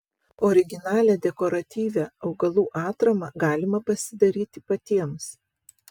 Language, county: Lithuanian, Vilnius